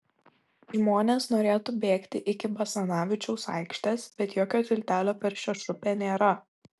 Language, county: Lithuanian, Šiauliai